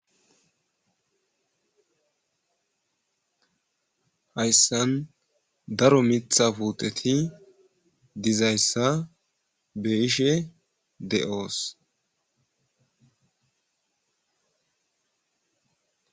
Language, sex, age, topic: Gamo, male, 25-35, agriculture